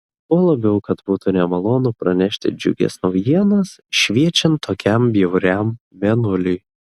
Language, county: Lithuanian, Klaipėda